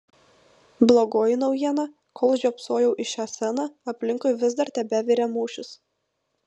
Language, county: Lithuanian, Vilnius